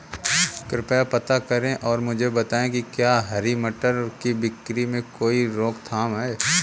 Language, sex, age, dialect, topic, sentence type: Hindi, female, 18-24, Awadhi Bundeli, agriculture, question